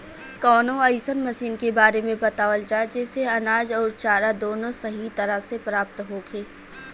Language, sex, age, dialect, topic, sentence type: Bhojpuri, female, 18-24, Western, agriculture, question